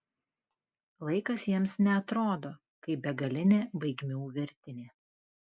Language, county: Lithuanian, Klaipėda